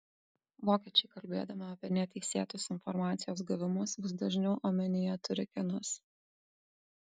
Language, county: Lithuanian, Kaunas